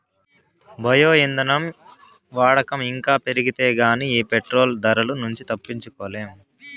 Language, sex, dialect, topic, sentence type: Telugu, male, Southern, agriculture, statement